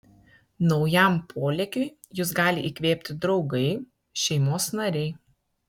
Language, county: Lithuanian, Kaunas